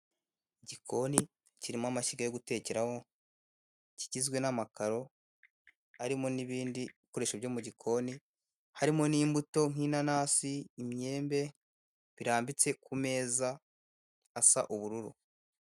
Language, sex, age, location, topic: Kinyarwanda, male, 18-24, Kigali, finance